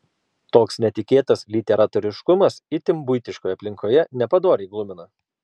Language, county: Lithuanian, Kaunas